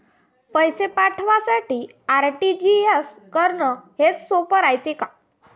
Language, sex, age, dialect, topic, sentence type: Marathi, female, 51-55, Varhadi, banking, question